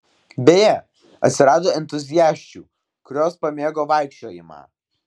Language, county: Lithuanian, Vilnius